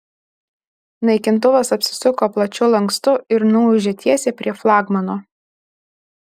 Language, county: Lithuanian, Alytus